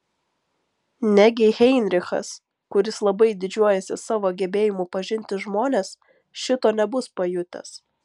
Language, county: Lithuanian, Vilnius